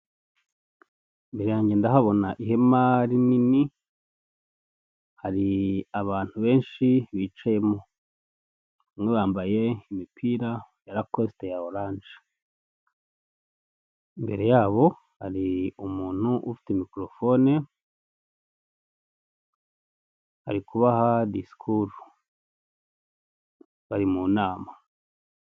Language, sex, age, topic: Kinyarwanda, male, 25-35, government